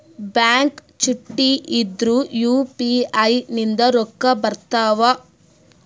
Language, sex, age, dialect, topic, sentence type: Kannada, female, 18-24, Northeastern, banking, question